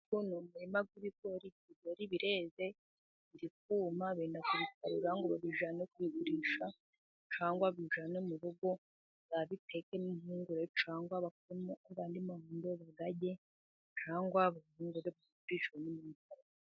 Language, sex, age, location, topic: Kinyarwanda, female, 50+, Musanze, agriculture